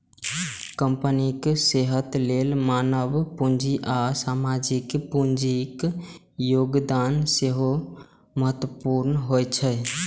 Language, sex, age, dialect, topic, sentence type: Maithili, male, 18-24, Eastern / Thethi, banking, statement